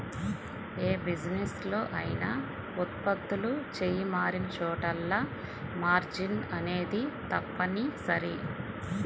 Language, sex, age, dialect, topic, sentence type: Telugu, male, 18-24, Central/Coastal, banking, statement